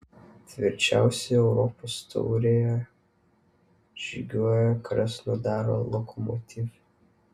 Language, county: Lithuanian, Vilnius